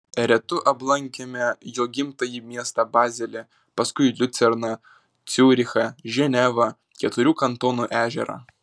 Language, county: Lithuanian, Vilnius